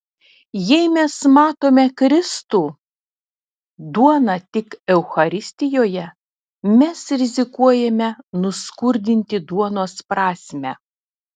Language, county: Lithuanian, Telšiai